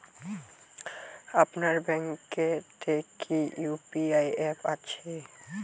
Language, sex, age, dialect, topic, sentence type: Bengali, male, 18-24, Western, banking, question